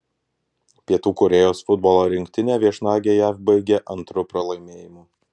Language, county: Lithuanian, Kaunas